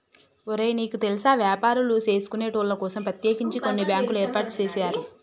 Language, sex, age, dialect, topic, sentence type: Telugu, male, 18-24, Telangana, banking, statement